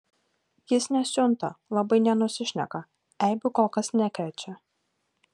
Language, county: Lithuanian, Kaunas